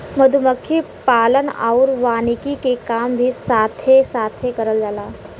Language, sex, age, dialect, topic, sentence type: Bhojpuri, female, 18-24, Western, agriculture, statement